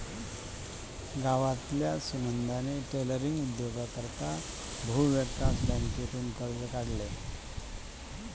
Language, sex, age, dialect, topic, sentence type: Marathi, male, 56-60, Northern Konkan, banking, statement